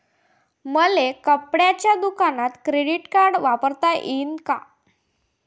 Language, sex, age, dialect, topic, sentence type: Marathi, female, 18-24, Varhadi, banking, question